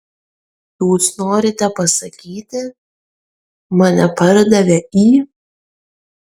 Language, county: Lithuanian, Kaunas